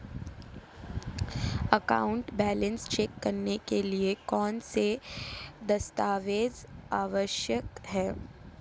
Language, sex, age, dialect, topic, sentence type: Hindi, female, 18-24, Marwari Dhudhari, banking, question